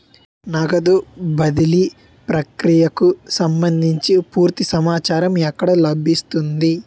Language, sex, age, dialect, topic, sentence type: Telugu, male, 18-24, Utterandhra, banking, question